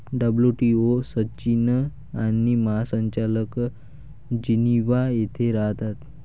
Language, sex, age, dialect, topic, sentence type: Marathi, male, 51-55, Varhadi, banking, statement